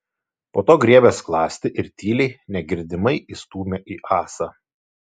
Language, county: Lithuanian, Šiauliai